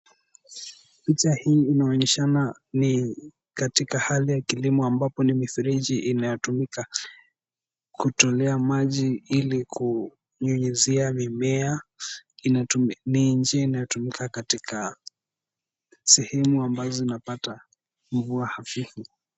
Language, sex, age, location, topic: Swahili, male, 18-24, Nairobi, agriculture